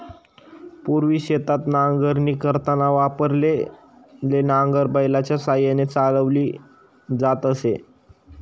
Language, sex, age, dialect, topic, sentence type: Marathi, male, 18-24, Standard Marathi, agriculture, statement